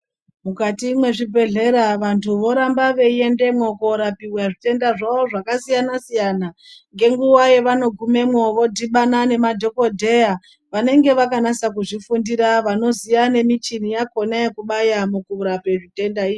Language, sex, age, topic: Ndau, female, 36-49, health